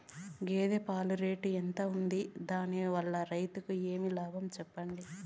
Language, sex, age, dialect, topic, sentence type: Telugu, female, 31-35, Southern, agriculture, question